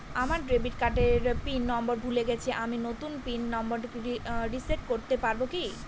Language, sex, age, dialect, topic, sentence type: Bengali, female, 18-24, Northern/Varendri, banking, question